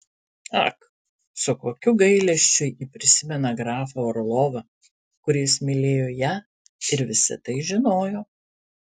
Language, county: Lithuanian, Alytus